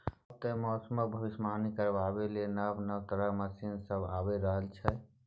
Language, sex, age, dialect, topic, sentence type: Maithili, male, 18-24, Bajjika, agriculture, statement